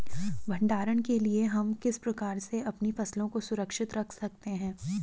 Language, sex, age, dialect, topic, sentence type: Hindi, female, 25-30, Garhwali, agriculture, question